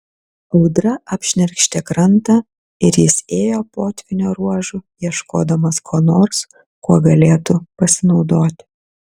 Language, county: Lithuanian, Kaunas